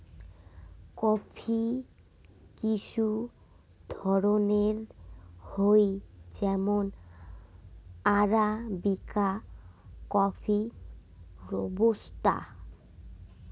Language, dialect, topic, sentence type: Bengali, Rajbangshi, agriculture, statement